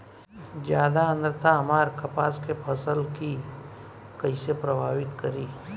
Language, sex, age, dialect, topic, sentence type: Bhojpuri, male, 18-24, Southern / Standard, agriculture, question